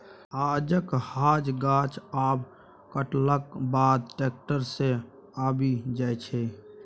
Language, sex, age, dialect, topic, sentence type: Maithili, male, 41-45, Bajjika, agriculture, statement